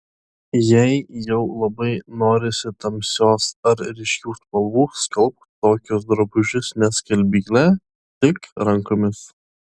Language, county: Lithuanian, Panevėžys